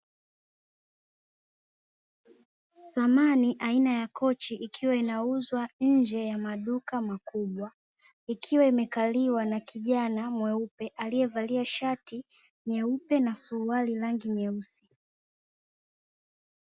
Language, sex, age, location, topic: Swahili, female, 18-24, Dar es Salaam, finance